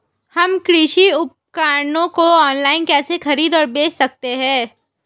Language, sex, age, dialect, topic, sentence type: Hindi, female, 18-24, Marwari Dhudhari, agriculture, question